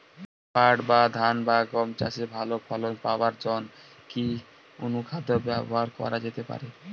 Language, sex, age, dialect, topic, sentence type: Bengali, male, 18-24, Northern/Varendri, agriculture, question